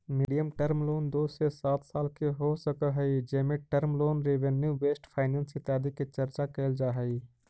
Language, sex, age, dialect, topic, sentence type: Magahi, male, 25-30, Central/Standard, agriculture, statement